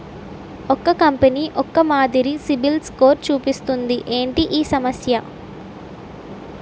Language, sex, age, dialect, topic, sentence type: Telugu, female, 18-24, Utterandhra, banking, question